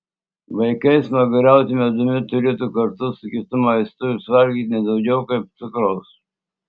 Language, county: Lithuanian, Tauragė